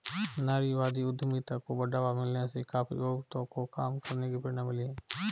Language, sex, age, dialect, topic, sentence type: Hindi, male, 36-40, Marwari Dhudhari, banking, statement